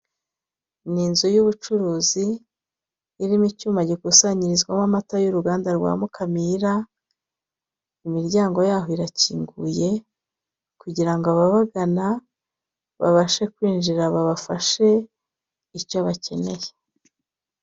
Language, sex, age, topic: Kinyarwanda, female, 25-35, finance